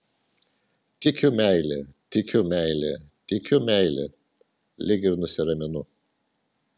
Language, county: Lithuanian, Vilnius